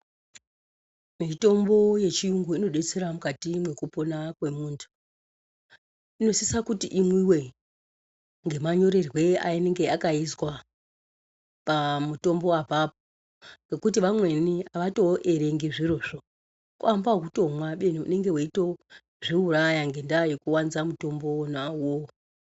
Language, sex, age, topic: Ndau, male, 36-49, health